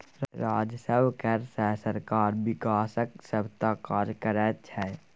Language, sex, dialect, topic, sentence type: Maithili, male, Bajjika, banking, statement